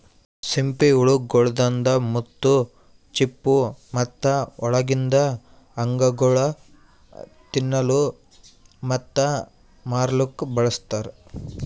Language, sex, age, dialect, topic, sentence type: Kannada, male, 18-24, Northeastern, agriculture, statement